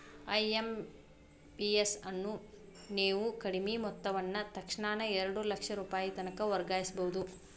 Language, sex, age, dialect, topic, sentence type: Kannada, female, 25-30, Dharwad Kannada, banking, statement